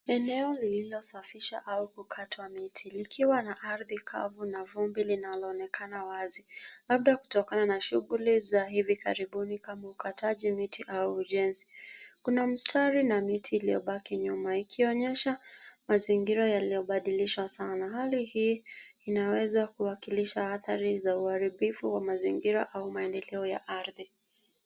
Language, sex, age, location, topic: Swahili, female, 25-35, Nairobi, health